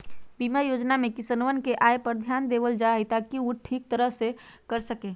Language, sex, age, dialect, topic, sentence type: Magahi, female, 56-60, Western, agriculture, statement